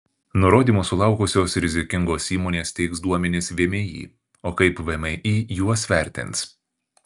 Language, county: Lithuanian, Šiauliai